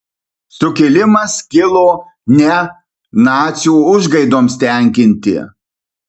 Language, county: Lithuanian, Marijampolė